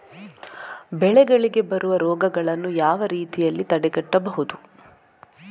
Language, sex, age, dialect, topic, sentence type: Kannada, female, 41-45, Coastal/Dakshin, agriculture, question